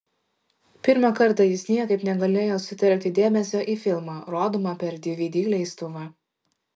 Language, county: Lithuanian, Šiauliai